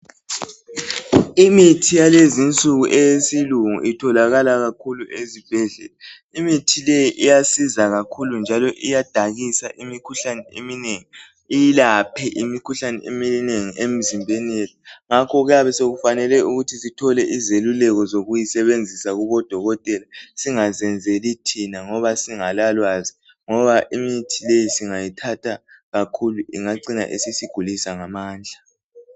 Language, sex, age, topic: North Ndebele, male, 18-24, health